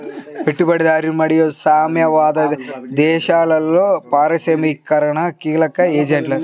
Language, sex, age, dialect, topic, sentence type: Telugu, male, 18-24, Central/Coastal, banking, statement